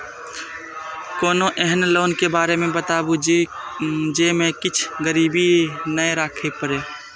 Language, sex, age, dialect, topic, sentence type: Maithili, male, 18-24, Eastern / Thethi, banking, question